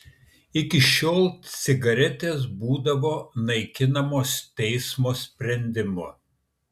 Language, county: Lithuanian, Kaunas